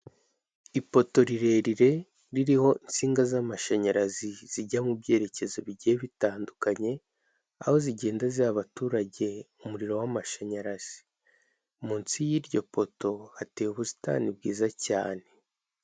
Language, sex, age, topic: Kinyarwanda, male, 18-24, government